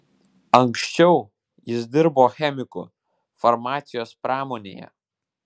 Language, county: Lithuanian, Vilnius